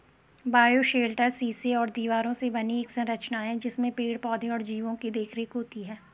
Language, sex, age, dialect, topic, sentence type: Hindi, female, 18-24, Garhwali, agriculture, statement